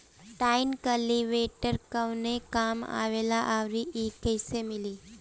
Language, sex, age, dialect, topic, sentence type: Bhojpuri, female, 18-24, Northern, agriculture, question